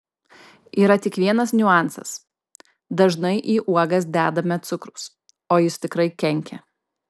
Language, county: Lithuanian, Kaunas